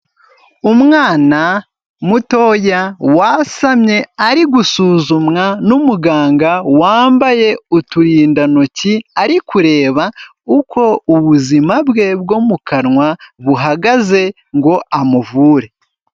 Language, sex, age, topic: Kinyarwanda, male, 18-24, health